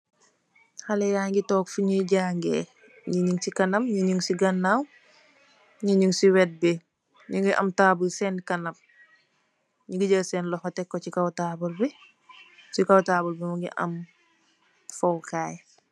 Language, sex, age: Wolof, female, 18-24